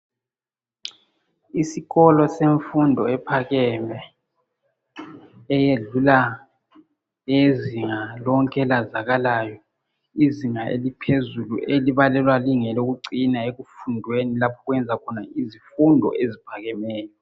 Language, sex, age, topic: North Ndebele, male, 36-49, education